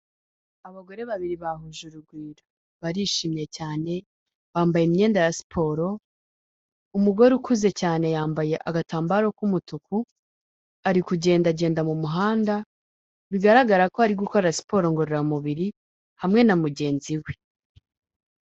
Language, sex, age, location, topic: Kinyarwanda, female, 18-24, Kigali, health